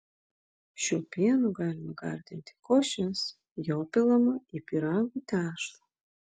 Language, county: Lithuanian, Vilnius